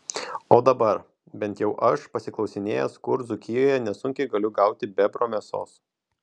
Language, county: Lithuanian, Kaunas